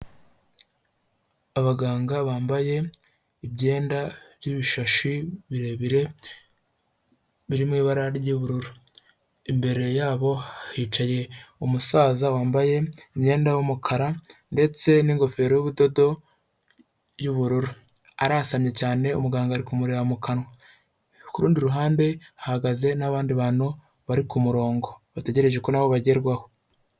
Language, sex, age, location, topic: Kinyarwanda, male, 25-35, Huye, health